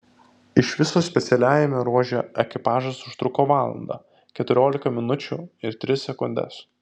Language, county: Lithuanian, Vilnius